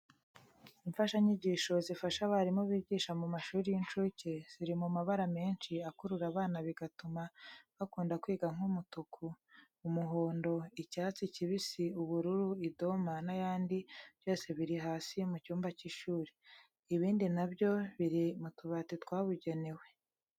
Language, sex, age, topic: Kinyarwanda, female, 36-49, education